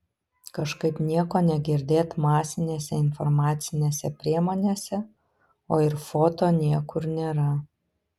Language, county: Lithuanian, Vilnius